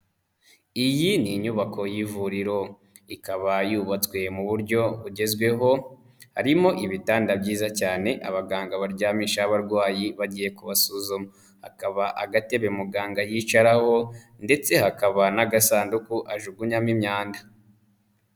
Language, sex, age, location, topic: Kinyarwanda, female, 25-35, Nyagatare, health